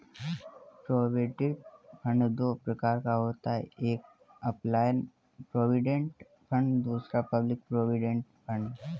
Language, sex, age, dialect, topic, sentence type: Hindi, male, 18-24, Marwari Dhudhari, banking, statement